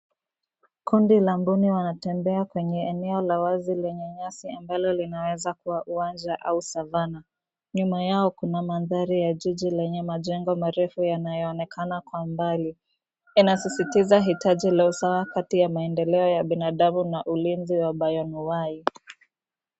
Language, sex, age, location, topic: Swahili, female, 25-35, Nairobi, government